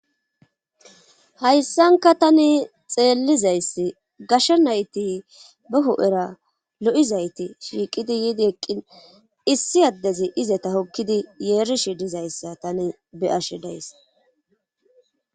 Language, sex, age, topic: Gamo, female, 18-24, government